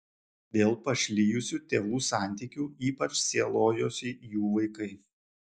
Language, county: Lithuanian, Šiauliai